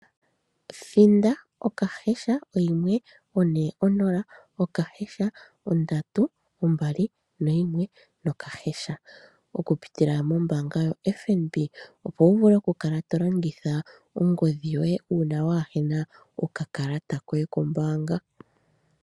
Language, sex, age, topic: Oshiwambo, female, 25-35, finance